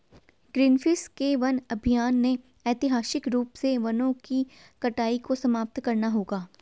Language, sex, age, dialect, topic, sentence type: Hindi, female, 18-24, Garhwali, agriculture, statement